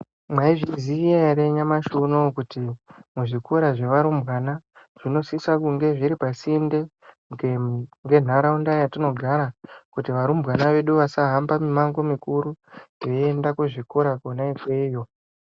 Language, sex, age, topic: Ndau, male, 25-35, education